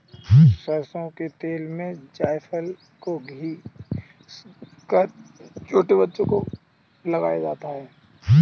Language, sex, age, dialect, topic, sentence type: Hindi, male, 25-30, Kanauji Braj Bhasha, agriculture, statement